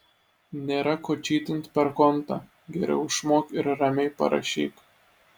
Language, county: Lithuanian, Šiauliai